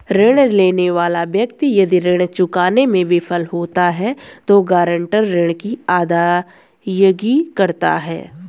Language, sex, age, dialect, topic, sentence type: Hindi, female, 18-24, Hindustani Malvi Khadi Boli, banking, statement